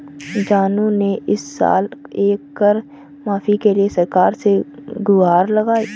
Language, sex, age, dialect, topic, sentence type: Hindi, female, 25-30, Marwari Dhudhari, banking, statement